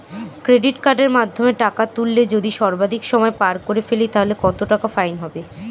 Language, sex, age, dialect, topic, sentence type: Bengali, female, 18-24, Standard Colloquial, banking, question